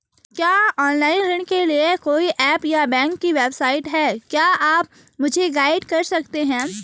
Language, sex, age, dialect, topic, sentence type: Hindi, female, 36-40, Garhwali, banking, question